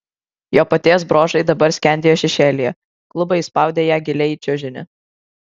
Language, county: Lithuanian, Kaunas